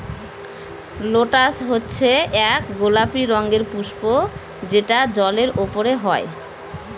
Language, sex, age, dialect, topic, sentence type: Bengali, female, 31-35, Northern/Varendri, agriculture, statement